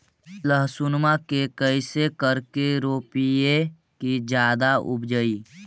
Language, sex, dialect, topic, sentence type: Magahi, male, Central/Standard, agriculture, question